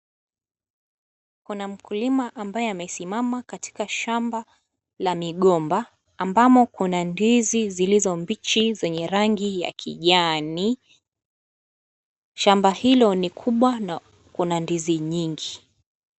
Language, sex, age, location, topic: Swahili, female, 18-24, Mombasa, agriculture